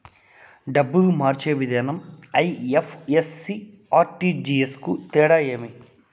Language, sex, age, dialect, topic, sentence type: Telugu, male, 31-35, Southern, banking, question